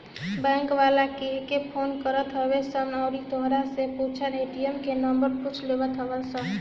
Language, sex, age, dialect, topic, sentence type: Bhojpuri, female, 18-24, Northern, banking, statement